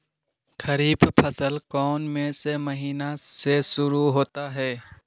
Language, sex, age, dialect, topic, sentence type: Magahi, male, 18-24, Western, agriculture, question